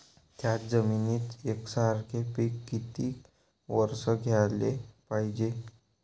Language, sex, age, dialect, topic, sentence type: Marathi, male, 18-24, Varhadi, agriculture, question